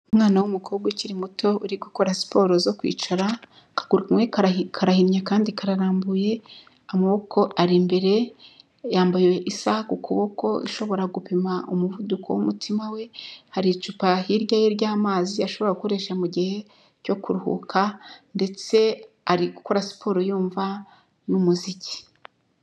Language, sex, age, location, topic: Kinyarwanda, female, 36-49, Kigali, health